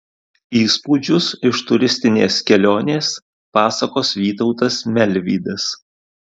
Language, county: Lithuanian, Alytus